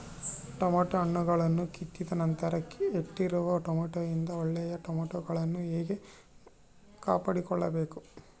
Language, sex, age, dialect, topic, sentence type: Kannada, male, 18-24, Central, agriculture, question